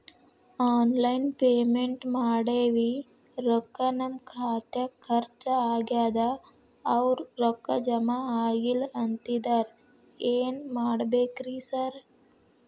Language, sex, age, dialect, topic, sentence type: Kannada, female, 18-24, Dharwad Kannada, banking, question